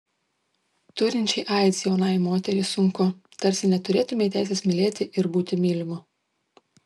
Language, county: Lithuanian, Šiauliai